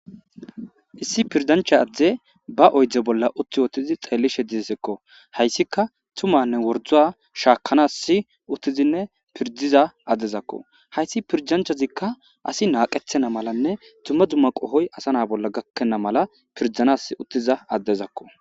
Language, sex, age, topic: Gamo, male, 25-35, government